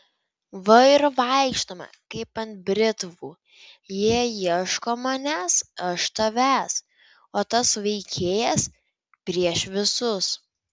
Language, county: Lithuanian, Vilnius